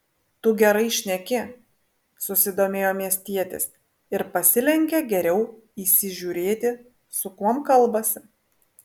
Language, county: Lithuanian, Vilnius